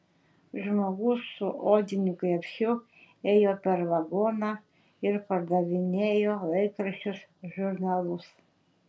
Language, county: Lithuanian, Šiauliai